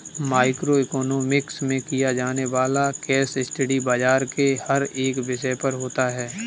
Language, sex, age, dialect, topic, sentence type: Hindi, male, 18-24, Kanauji Braj Bhasha, banking, statement